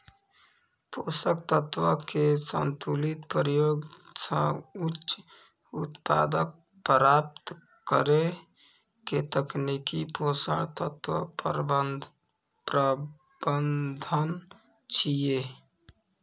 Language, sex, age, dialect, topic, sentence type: Maithili, male, 25-30, Eastern / Thethi, agriculture, statement